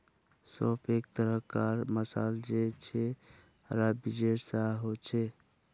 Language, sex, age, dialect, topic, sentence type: Magahi, male, 25-30, Northeastern/Surjapuri, agriculture, statement